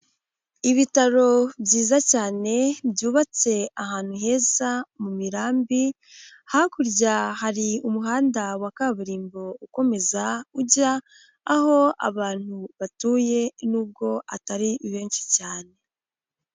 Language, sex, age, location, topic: Kinyarwanda, female, 18-24, Huye, health